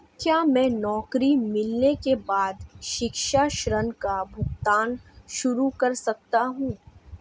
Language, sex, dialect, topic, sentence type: Hindi, female, Marwari Dhudhari, banking, question